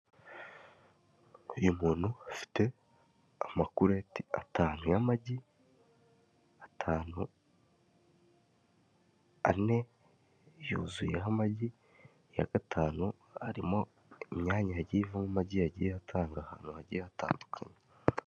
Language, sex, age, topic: Kinyarwanda, male, 18-24, finance